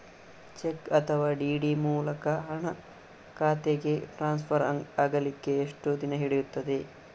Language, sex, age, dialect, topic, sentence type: Kannada, male, 18-24, Coastal/Dakshin, banking, question